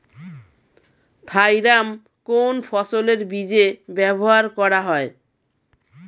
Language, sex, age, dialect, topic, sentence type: Bengali, female, 36-40, Standard Colloquial, agriculture, question